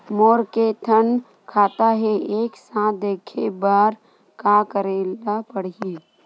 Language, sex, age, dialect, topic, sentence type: Chhattisgarhi, female, 51-55, Western/Budati/Khatahi, banking, question